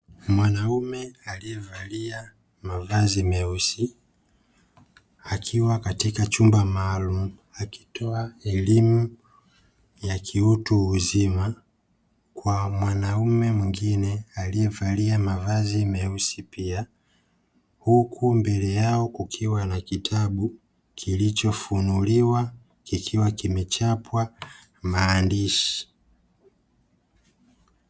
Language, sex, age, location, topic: Swahili, female, 18-24, Dar es Salaam, education